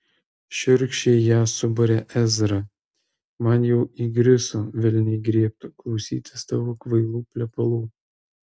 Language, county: Lithuanian, Kaunas